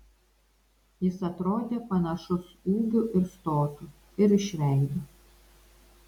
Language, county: Lithuanian, Vilnius